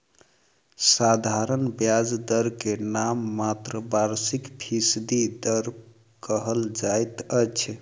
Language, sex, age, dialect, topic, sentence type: Maithili, male, 36-40, Southern/Standard, banking, statement